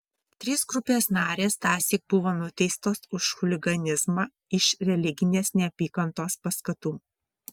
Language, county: Lithuanian, Vilnius